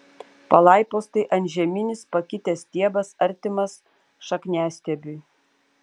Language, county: Lithuanian, Panevėžys